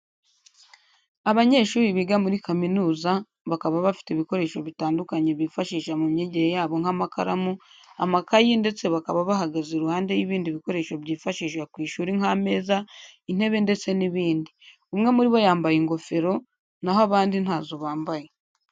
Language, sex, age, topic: Kinyarwanda, female, 25-35, education